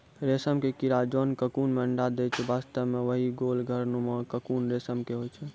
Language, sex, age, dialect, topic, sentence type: Maithili, male, 18-24, Angika, agriculture, statement